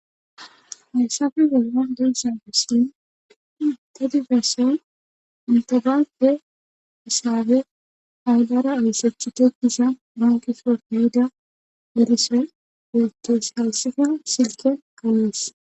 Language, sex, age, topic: Gamo, female, 25-35, government